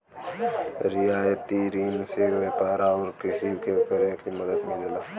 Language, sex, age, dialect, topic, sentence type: Bhojpuri, male, 18-24, Western, banking, statement